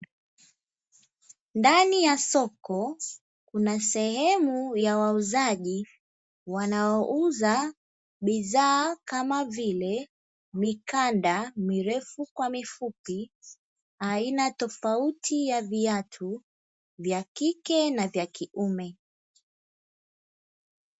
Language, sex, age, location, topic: Swahili, female, 18-24, Dar es Salaam, finance